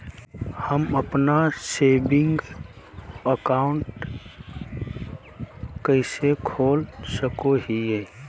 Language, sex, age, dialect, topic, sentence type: Magahi, male, 25-30, Southern, banking, statement